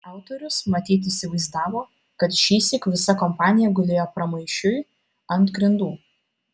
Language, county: Lithuanian, Vilnius